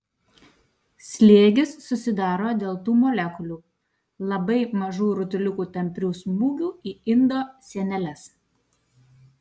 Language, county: Lithuanian, Vilnius